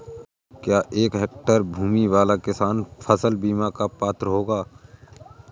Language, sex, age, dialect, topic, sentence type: Hindi, male, 18-24, Awadhi Bundeli, agriculture, question